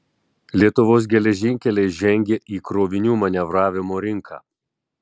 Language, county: Lithuanian, Tauragė